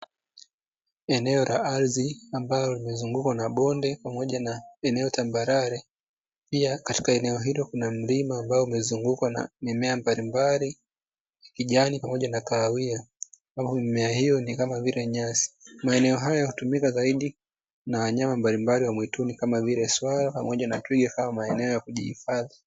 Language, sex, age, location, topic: Swahili, female, 18-24, Dar es Salaam, agriculture